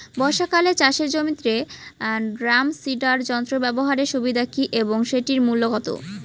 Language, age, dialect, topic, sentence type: Bengali, 25-30, Rajbangshi, agriculture, question